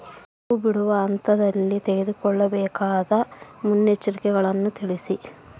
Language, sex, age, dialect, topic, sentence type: Kannada, male, 41-45, Central, agriculture, question